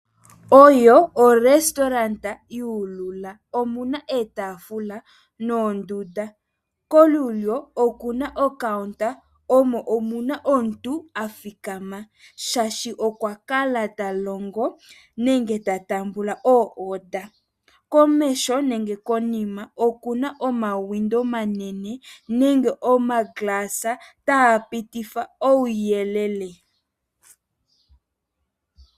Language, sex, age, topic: Oshiwambo, female, 18-24, finance